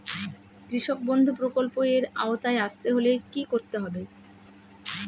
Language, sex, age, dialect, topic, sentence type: Bengali, female, 31-35, Northern/Varendri, agriculture, question